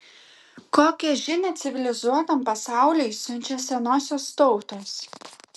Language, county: Lithuanian, Kaunas